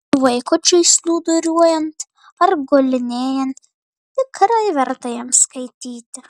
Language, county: Lithuanian, Marijampolė